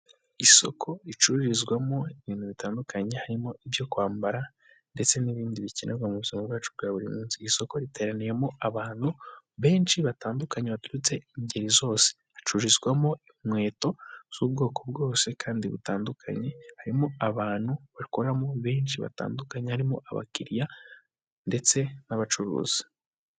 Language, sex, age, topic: Kinyarwanda, male, 18-24, finance